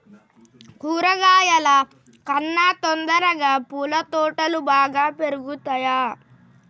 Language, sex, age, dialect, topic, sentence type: Telugu, female, 31-35, Telangana, agriculture, question